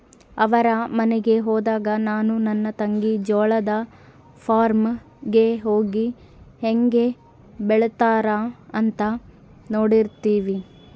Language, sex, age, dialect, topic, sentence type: Kannada, female, 18-24, Central, agriculture, statement